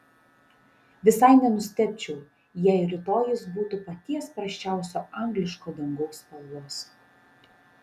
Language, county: Lithuanian, Šiauliai